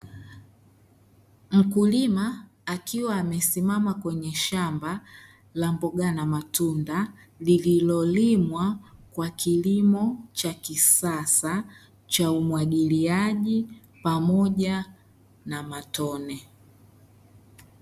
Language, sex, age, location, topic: Swahili, male, 25-35, Dar es Salaam, agriculture